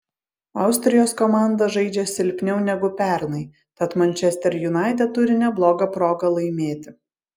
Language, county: Lithuanian, Vilnius